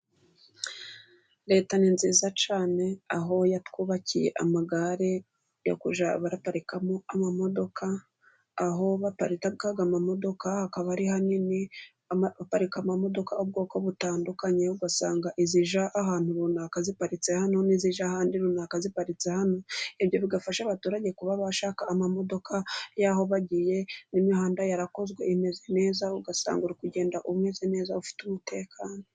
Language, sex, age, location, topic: Kinyarwanda, female, 25-35, Burera, government